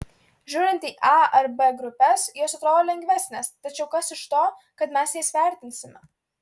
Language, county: Lithuanian, Klaipėda